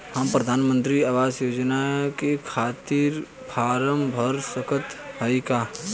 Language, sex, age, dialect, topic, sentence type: Bhojpuri, male, 25-30, Western, banking, question